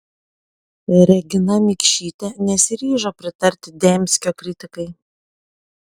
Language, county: Lithuanian, Panevėžys